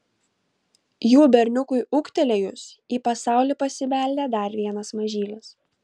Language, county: Lithuanian, Kaunas